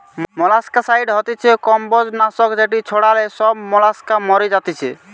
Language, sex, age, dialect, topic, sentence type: Bengali, male, 18-24, Western, agriculture, statement